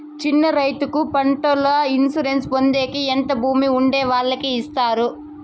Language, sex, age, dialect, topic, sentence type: Telugu, female, 18-24, Southern, agriculture, question